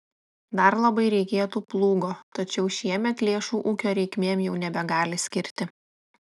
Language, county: Lithuanian, Klaipėda